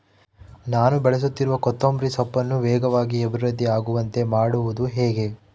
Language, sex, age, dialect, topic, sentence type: Kannada, male, 25-30, Central, agriculture, question